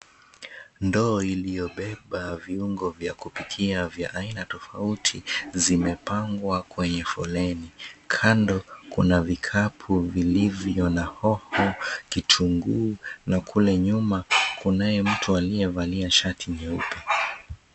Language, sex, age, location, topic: Swahili, male, 25-35, Mombasa, agriculture